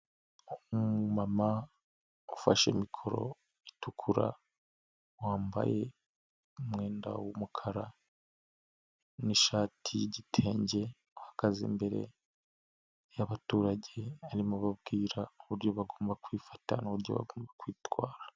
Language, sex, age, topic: Kinyarwanda, male, 25-35, government